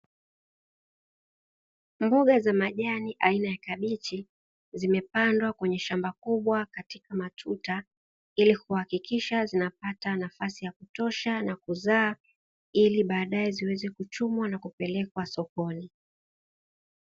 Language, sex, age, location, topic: Swahili, female, 36-49, Dar es Salaam, agriculture